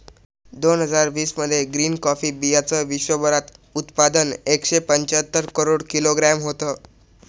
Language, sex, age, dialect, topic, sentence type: Marathi, male, 18-24, Northern Konkan, agriculture, statement